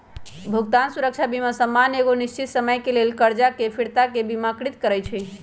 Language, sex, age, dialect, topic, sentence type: Magahi, male, 18-24, Western, banking, statement